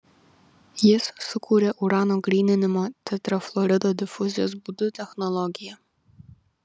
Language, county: Lithuanian, Vilnius